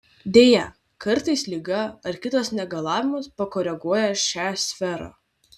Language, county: Lithuanian, Vilnius